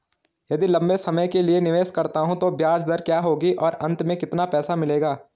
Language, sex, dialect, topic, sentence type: Hindi, male, Garhwali, banking, question